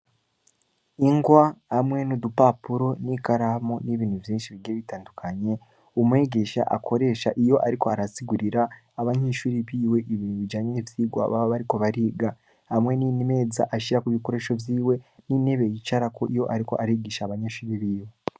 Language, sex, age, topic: Rundi, male, 18-24, education